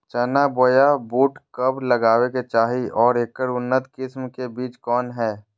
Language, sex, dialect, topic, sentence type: Magahi, female, Southern, agriculture, question